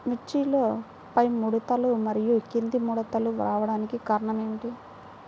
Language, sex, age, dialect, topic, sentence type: Telugu, female, 18-24, Central/Coastal, agriculture, question